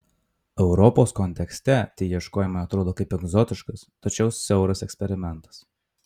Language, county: Lithuanian, Marijampolė